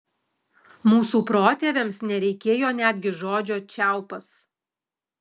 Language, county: Lithuanian, Alytus